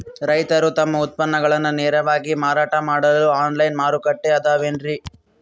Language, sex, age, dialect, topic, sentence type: Kannada, male, 41-45, Central, agriculture, statement